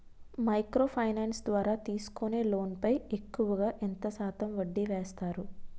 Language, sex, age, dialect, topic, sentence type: Telugu, female, 25-30, Utterandhra, banking, question